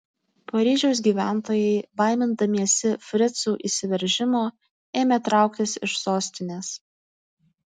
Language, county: Lithuanian, Utena